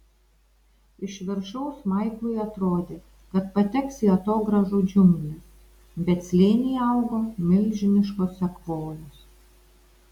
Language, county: Lithuanian, Vilnius